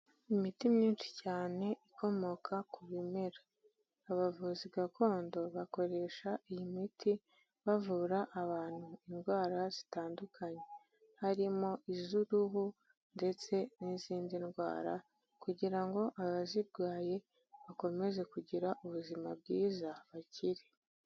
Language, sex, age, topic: Kinyarwanda, female, 18-24, health